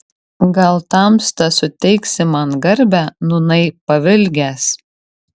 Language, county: Lithuanian, Kaunas